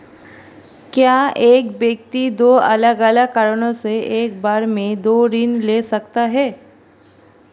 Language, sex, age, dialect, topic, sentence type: Hindi, female, 36-40, Marwari Dhudhari, banking, question